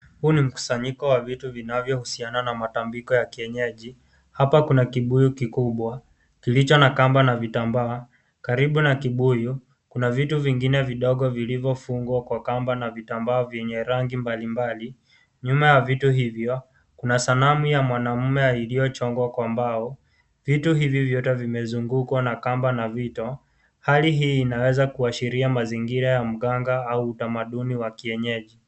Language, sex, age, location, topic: Swahili, male, 18-24, Kisii, health